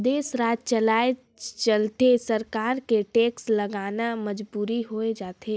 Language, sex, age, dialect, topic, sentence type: Chhattisgarhi, male, 56-60, Northern/Bhandar, banking, statement